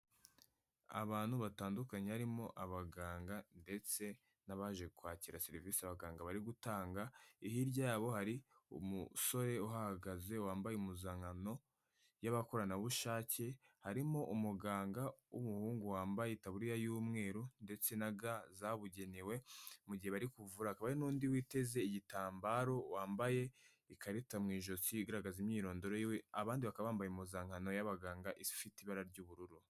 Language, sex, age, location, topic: Kinyarwanda, female, 18-24, Kigali, health